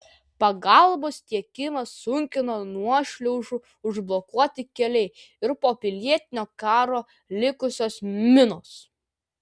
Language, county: Lithuanian, Vilnius